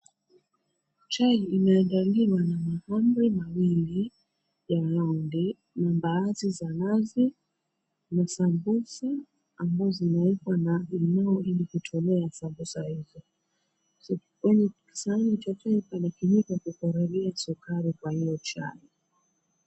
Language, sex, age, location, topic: Swahili, female, 36-49, Mombasa, agriculture